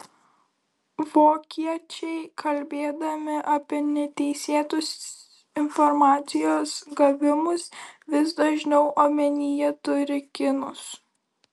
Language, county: Lithuanian, Kaunas